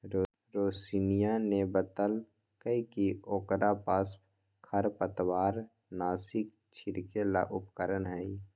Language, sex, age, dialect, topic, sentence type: Magahi, male, 18-24, Western, agriculture, statement